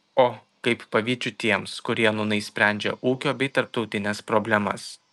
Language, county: Lithuanian, Kaunas